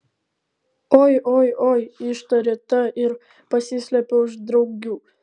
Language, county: Lithuanian, Alytus